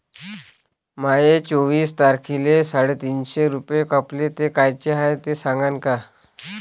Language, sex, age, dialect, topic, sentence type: Marathi, male, 25-30, Varhadi, banking, question